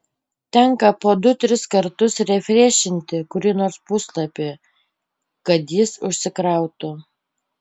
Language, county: Lithuanian, Panevėžys